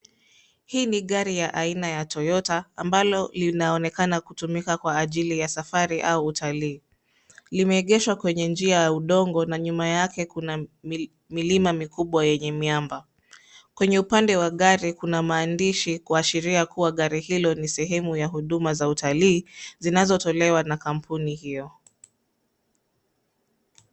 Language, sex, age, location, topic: Swahili, female, 25-35, Nairobi, finance